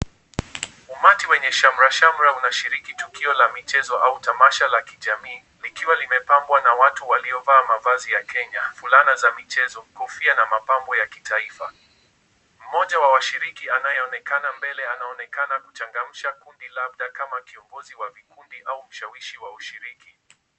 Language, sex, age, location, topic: Swahili, male, 18-24, Kisumu, government